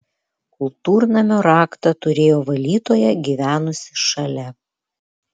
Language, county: Lithuanian, Vilnius